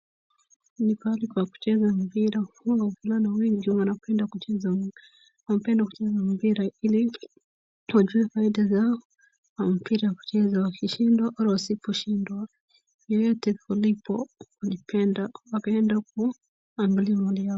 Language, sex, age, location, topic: Swahili, female, 25-35, Wajir, government